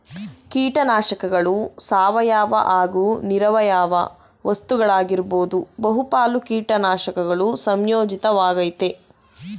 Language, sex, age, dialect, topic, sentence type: Kannada, female, 18-24, Mysore Kannada, agriculture, statement